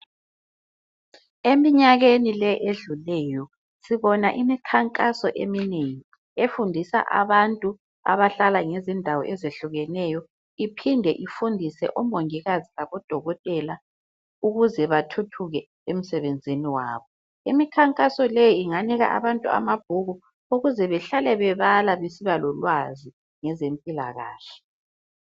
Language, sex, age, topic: North Ndebele, female, 25-35, health